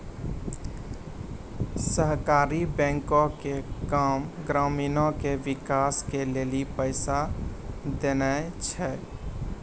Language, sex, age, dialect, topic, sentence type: Maithili, male, 25-30, Angika, banking, statement